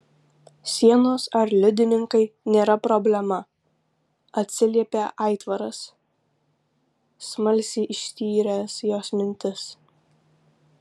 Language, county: Lithuanian, Kaunas